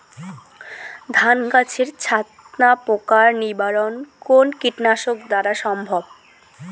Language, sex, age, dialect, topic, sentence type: Bengali, female, 18-24, Rajbangshi, agriculture, question